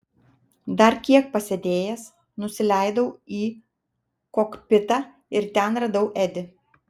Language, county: Lithuanian, Vilnius